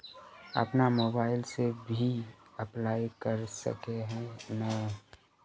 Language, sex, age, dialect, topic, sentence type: Magahi, male, 31-35, Northeastern/Surjapuri, banking, question